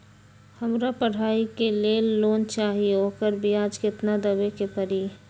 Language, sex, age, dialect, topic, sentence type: Magahi, female, 18-24, Western, banking, question